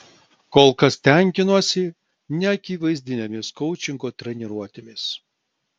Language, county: Lithuanian, Klaipėda